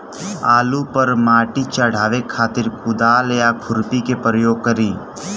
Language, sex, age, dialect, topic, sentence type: Bhojpuri, male, <18, Southern / Standard, agriculture, question